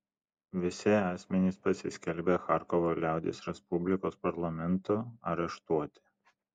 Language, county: Lithuanian, Kaunas